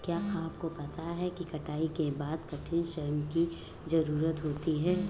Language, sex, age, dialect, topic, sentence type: Hindi, female, 18-24, Awadhi Bundeli, agriculture, statement